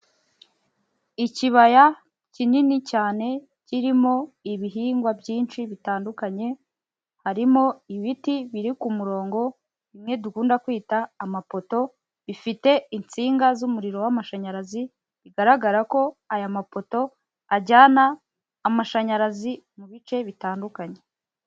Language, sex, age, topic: Kinyarwanda, female, 18-24, agriculture